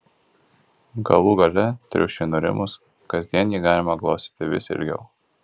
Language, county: Lithuanian, Kaunas